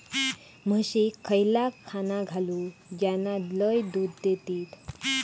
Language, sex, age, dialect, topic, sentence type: Marathi, female, 31-35, Southern Konkan, agriculture, question